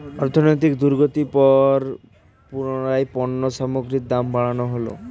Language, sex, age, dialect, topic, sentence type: Bengali, male, 18-24, Standard Colloquial, banking, statement